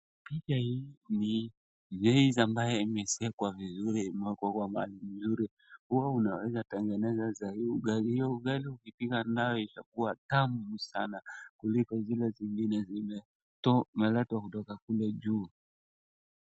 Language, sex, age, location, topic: Swahili, male, 36-49, Wajir, agriculture